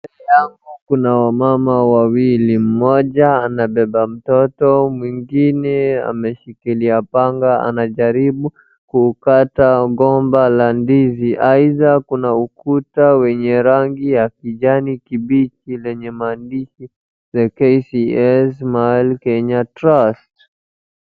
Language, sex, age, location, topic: Swahili, male, 18-24, Wajir, agriculture